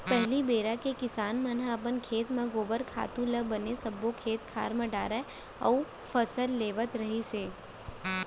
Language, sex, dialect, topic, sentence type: Chhattisgarhi, female, Central, agriculture, statement